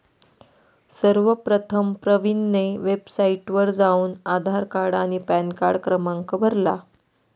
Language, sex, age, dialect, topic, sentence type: Marathi, female, 31-35, Northern Konkan, banking, statement